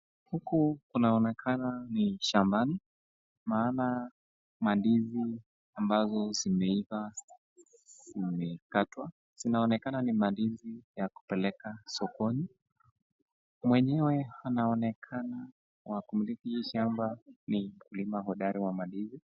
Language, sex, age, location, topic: Swahili, male, 25-35, Nakuru, agriculture